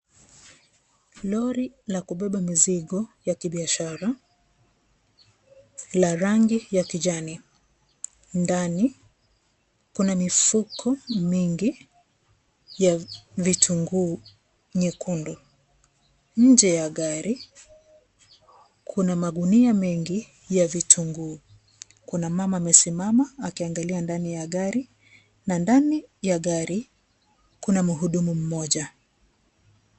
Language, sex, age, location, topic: Swahili, female, 36-49, Kisii, finance